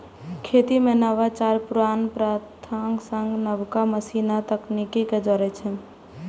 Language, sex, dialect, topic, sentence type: Maithili, female, Eastern / Thethi, agriculture, statement